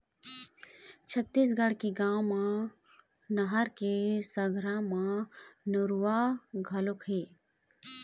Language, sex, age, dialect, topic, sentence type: Chhattisgarhi, female, 18-24, Eastern, agriculture, statement